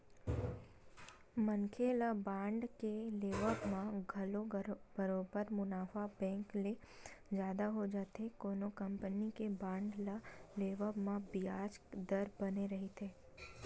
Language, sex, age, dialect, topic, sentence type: Chhattisgarhi, female, 18-24, Western/Budati/Khatahi, banking, statement